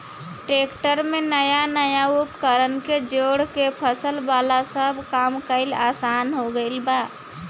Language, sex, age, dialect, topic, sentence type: Bhojpuri, female, 51-55, Southern / Standard, agriculture, statement